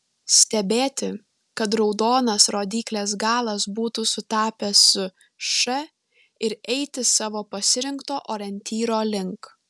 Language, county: Lithuanian, Panevėžys